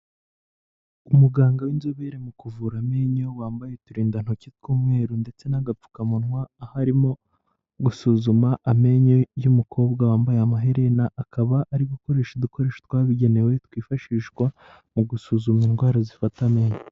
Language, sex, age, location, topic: Kinyarwanda, male, 18-24, Huye, health